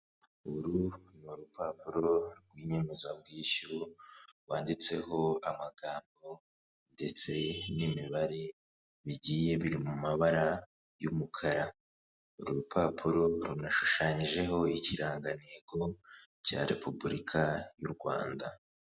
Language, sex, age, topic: Kinyarwanda, male, 25-35, finance